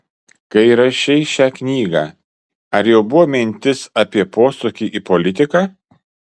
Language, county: Lithuanian, Kaunas